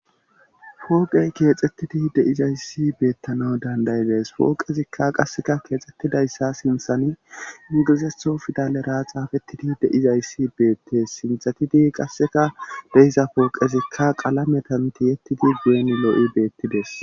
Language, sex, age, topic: Gamo, male, 36-49, government